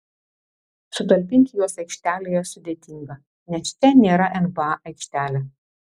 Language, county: Lithuanian, Vilnius